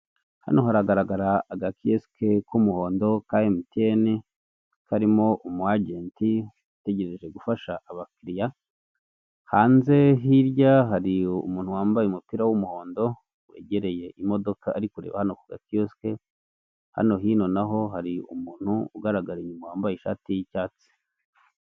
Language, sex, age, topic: Kinyarwanda, male, 36-49, finance